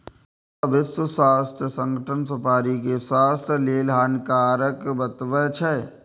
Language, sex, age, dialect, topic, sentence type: Maithili, male, 18-24, Eastern / Thethi, agriculture, statement